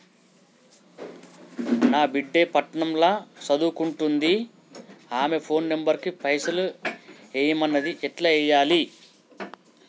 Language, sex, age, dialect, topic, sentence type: Telugu, male, 41-45, Telangana, banking, question